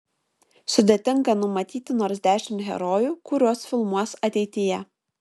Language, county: Lithuanian, Šiauliai